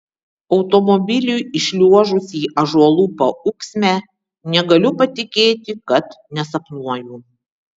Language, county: Lithuanian, Vilnius